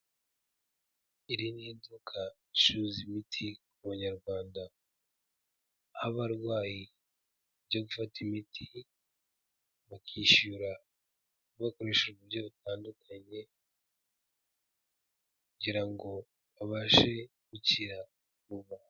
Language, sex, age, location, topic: Kinyarwanda, male, 18-24, Kigali, health